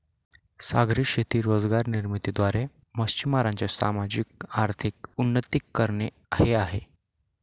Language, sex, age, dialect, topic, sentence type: Marathi, male, 18-24, Northern Konkan, agriculture, statement